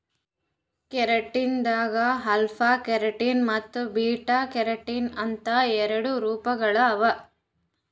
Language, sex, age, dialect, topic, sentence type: Kannada, female, 18-24, Northeastern, agriculture, statement